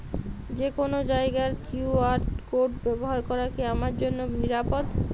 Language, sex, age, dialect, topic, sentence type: Bengali, female, 25-30, Jharkhandi, banking, question